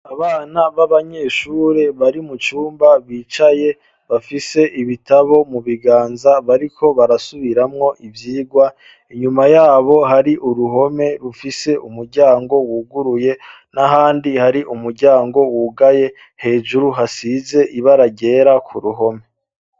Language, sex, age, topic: Rundi, male, 25-35, education